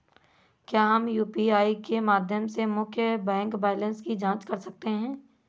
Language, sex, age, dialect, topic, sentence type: Hindi, male, 18-24, Awadhi Bundeli, banking, question